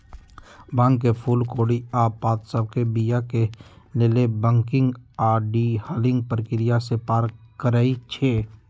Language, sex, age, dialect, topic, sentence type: Magahi, male, 18-24, Western, agriculture, statement